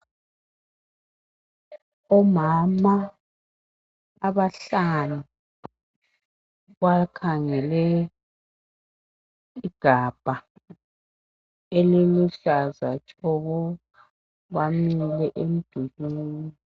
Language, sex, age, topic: North Ndebele, female, 50+, health